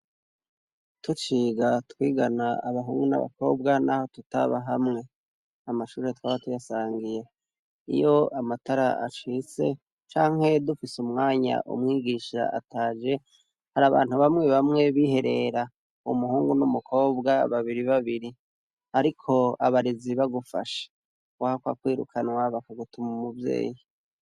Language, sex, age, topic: Rundi, male, 36-49, education